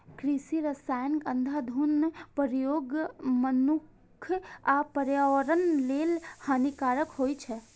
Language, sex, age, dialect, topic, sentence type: Maithili, female, 18-24, Eastern / Thethi, agriculture, statement